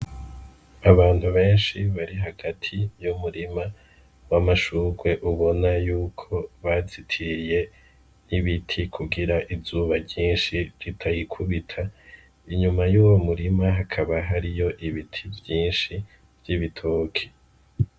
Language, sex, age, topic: Rundi, male, 25-35, agriculture